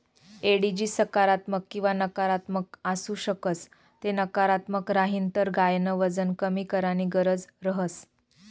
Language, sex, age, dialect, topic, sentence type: Marathi, female, 25-30, Northern Konkan, agriculture, statement